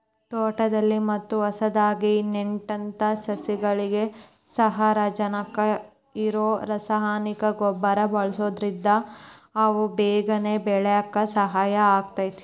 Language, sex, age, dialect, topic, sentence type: Kannada, female, 18-24, Dharwad Kannada, agriculture, statement